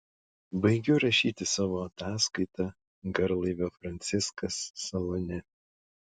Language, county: Lithuanian, Šiauliai